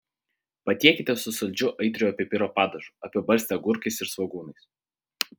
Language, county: Lithuanian, Vilnius